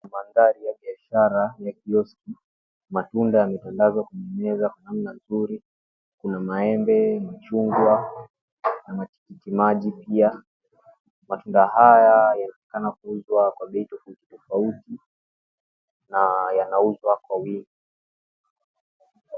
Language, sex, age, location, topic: Swahili, male, 18-24, Mombasa, finance